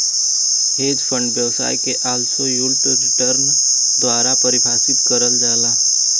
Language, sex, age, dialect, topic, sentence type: Bhojpuri, male, 18-24, Western, banking, statement